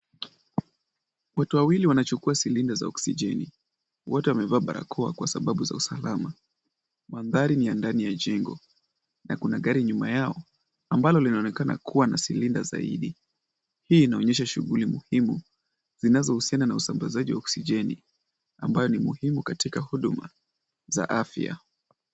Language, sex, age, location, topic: Swahili, male, 18-24, Kisumu, health